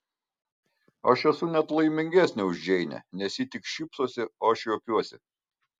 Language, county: Lithuanian, Vilnius